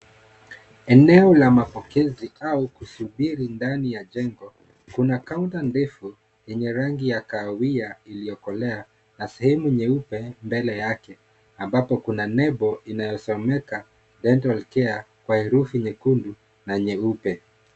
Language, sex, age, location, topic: Swahili, male, 36-49, Kisii, health